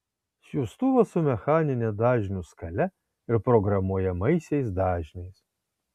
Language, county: Lithuanian, Kaunas